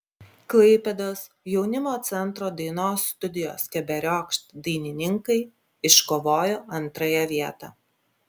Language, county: Lithuanian, Klaipėda